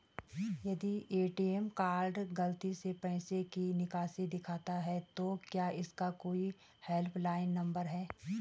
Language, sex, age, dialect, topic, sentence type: Hindi, female, 36-40, Garhwali, banking, question